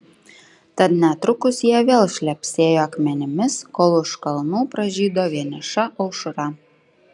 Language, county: Lithuanian, Klaipėda